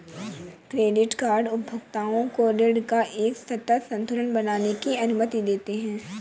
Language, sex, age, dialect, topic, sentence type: Hindi, female, 18-24, Awadhi Bundeli, banking, statement